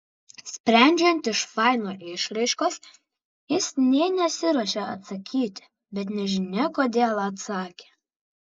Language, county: Lithuanian, Vilnius